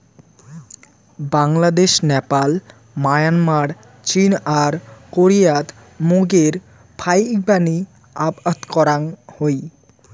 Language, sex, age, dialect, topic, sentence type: Bengali, male, 18-24, Rajbangshi, agriculture, statement